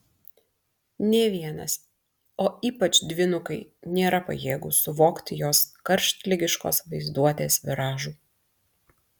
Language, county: Lithuanian, Marijampolė